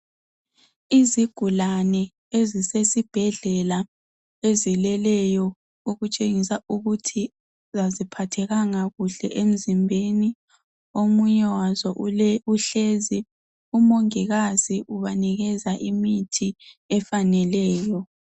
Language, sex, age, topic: North Ndebele, female, 25-35, health